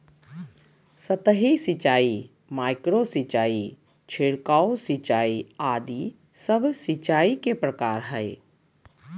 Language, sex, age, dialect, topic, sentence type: Magahi, female, 51-55, Southern, agriculture, statement